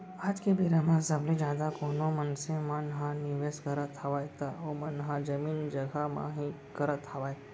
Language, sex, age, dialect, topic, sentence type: Chhattisgarhi, male, 18-24, Central, banking, statement